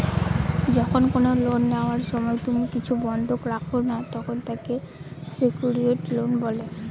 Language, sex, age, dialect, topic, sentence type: Bengali, female, 18-24, Northern/Varendri, banking, statement